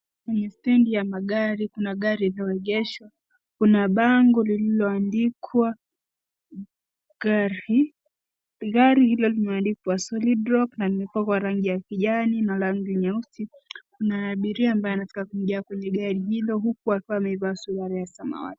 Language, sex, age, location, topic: Swahili, female, 18-24, Nairobi, government